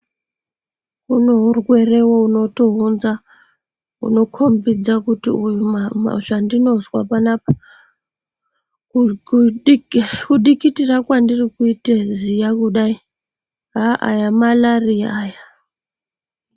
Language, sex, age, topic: Ndau, female, 25-35, health